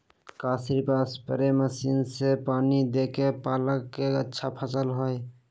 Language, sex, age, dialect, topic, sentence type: Magahi, male, 56-60, Western, agriculture, question